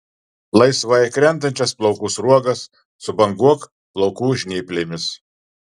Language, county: Lithuanian, Marijampolė